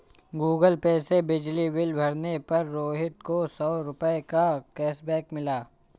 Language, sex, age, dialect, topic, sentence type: Hindi, male, 25-30, Awadhi Bundeli, banking, statement